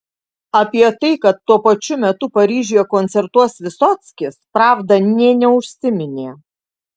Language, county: Lithuanian, Kaunas